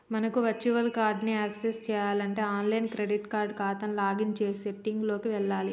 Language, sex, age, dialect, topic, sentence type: Telugu, female, 36-40, Telangana, banking, statement